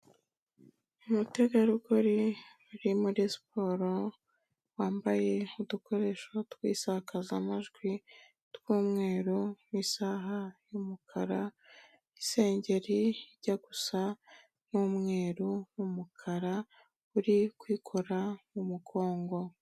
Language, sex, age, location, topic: Kinyarwanda, female, 25-35, Kigali, health